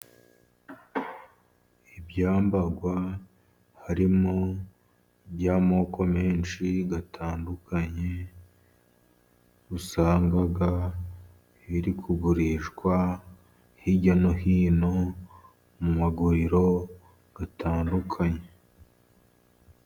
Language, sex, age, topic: Kinyarwanda, male, 50+, finance